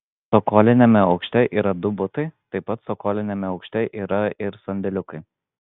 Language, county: Lithuanian, Vilnius